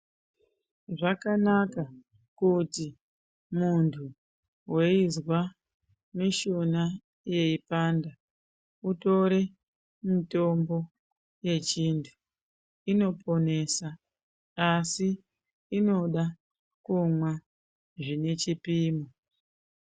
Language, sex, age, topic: Ndau, female, 18-24, health